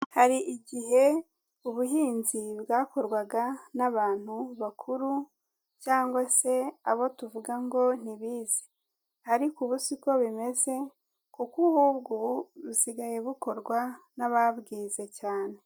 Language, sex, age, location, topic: Kinyarwanda, female, 18-24, Kigali, agriculture